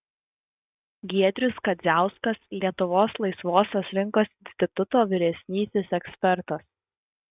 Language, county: Lithuanian, Vilnius